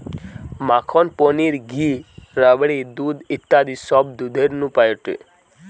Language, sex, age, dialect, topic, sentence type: Bengali, male, 18-24, Western, agriculture, statement